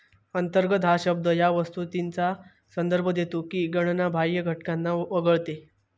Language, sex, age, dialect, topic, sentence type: Marathi, male, 18-24, Southern Konkan, banking, statement